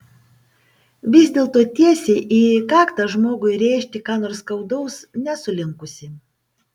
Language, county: Lithuanian, Panevėžys